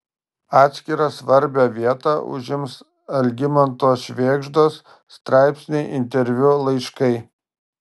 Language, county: Lithuanian, Marijampolė